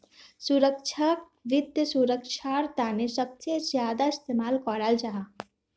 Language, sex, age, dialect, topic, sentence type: Magahi, female, 18-24, Northeastern/Surjapuri, banking, statement